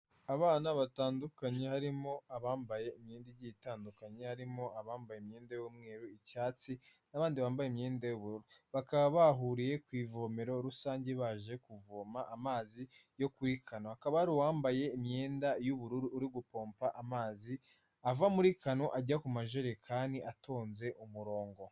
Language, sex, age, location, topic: Kinyarwanda, male, 25-35, Kigali, health